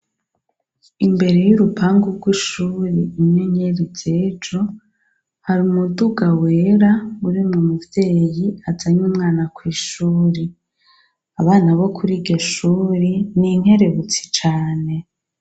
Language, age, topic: Rundi, 25-35, education